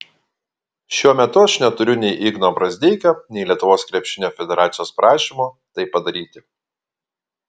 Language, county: Lithuanian, Kaunas